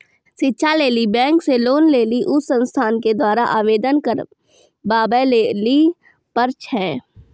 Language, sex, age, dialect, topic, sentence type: Maithili, female, 36-40, Angika, banking, question